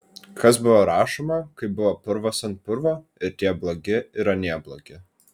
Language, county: Lithuanian, Vilnius